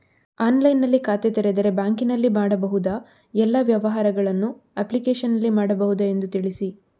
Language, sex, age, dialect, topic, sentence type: Kannada, female, 18-24, Coastal/Dakshin, banking, question